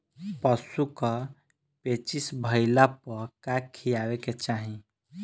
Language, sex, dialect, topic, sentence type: Bhojpuri, male, Northern, agriculture, question